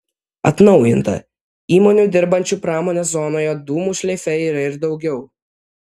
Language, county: Lithuanian, Vilnius